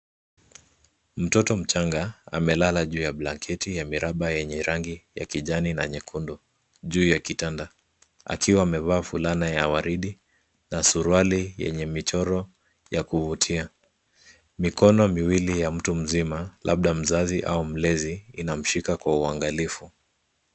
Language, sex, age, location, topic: Swahili, male, 25-35, Nairobi, health